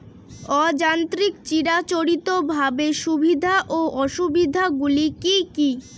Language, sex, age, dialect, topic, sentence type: Bengali, female, 18-24, Northern/Varendri, agriculture, question